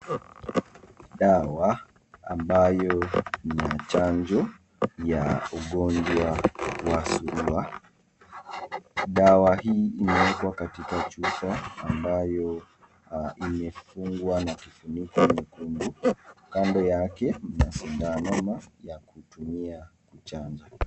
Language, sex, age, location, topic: Swahili, male, 25-35, Nakuru, health